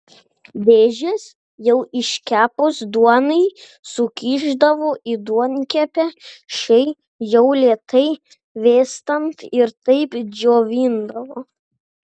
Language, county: Lithuanian, Panevėžys